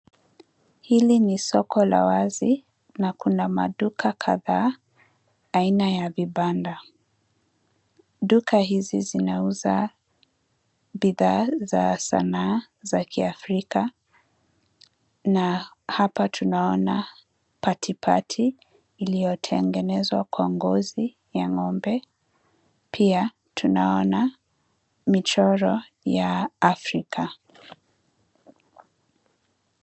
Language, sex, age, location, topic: Swahili, female, 25-35, Nairobi, finance